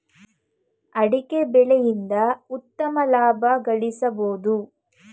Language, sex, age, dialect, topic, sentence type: Kannada, female, 18-24, Mysore Kannada, banking, statement